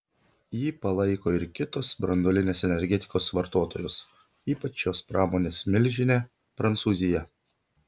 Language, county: Lithuanian, Telšiai